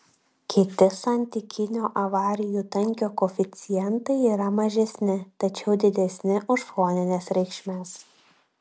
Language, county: Lithuanian, Klaipėda